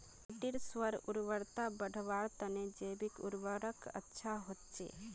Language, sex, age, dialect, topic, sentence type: Magahi, female, 18-24, Northeastern/Surjapuri, agriculture, statement